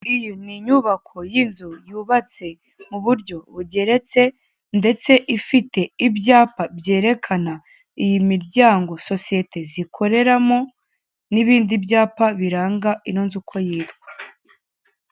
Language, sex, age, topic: Kinyarwanda, female, 18-24, finance